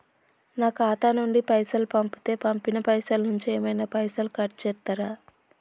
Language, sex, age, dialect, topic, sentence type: Telugu, male, 31-35, Telangana, banking, question